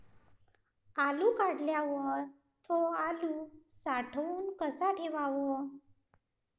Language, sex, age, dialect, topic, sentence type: Marathi, female, 31-35, Varhadi, agriculture, question